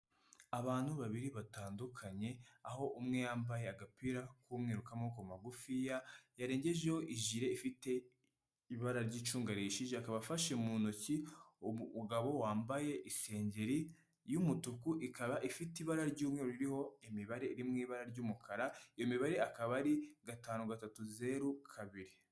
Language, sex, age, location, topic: Kinyarwanda, female, 18-24, Kigali, health